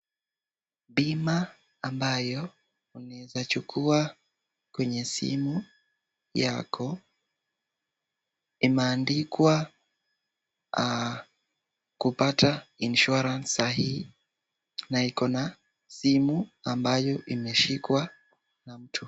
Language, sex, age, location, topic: Swahili, female, 36-49, Nakuru, finance